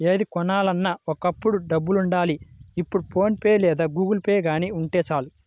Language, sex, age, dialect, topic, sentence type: Telugu, male, 56-60, Central/Coastal, banking, statement